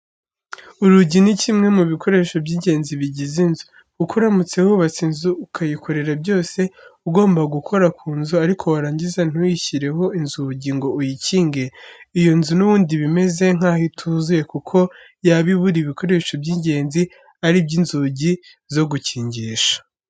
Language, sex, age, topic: Kinyarwanda, female, 36-49, education